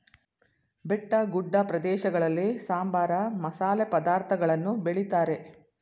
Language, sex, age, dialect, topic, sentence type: Kannada, female, 60-100, Mysore Kannada, agriculture, statement